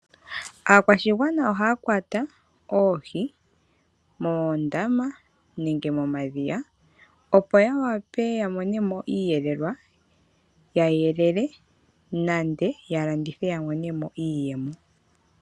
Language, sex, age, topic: Oshiwambo, female, 25-35, agriculture